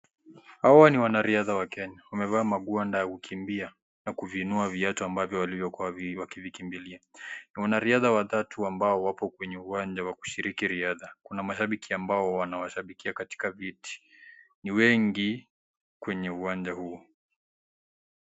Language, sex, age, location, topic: Swahili, male, 18-24, Kisii, government